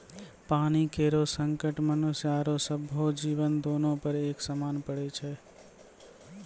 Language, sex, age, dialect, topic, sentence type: Maithili, male, 18-24, Angika, agriculture, statement